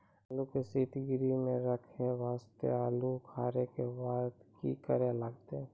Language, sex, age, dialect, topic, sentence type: Maithili, male, 25-30, Angika, agriculture, question